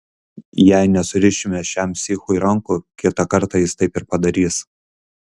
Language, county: Lithuanian, Kaunas